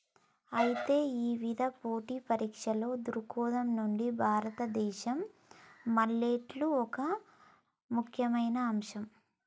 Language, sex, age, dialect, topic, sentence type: Telugu, female, 18-24, Telangana, agriculture, statement